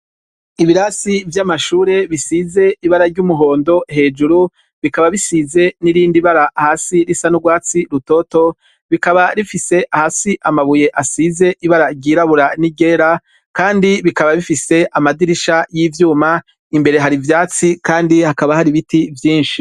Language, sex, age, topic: Rundi, male, 36-49, education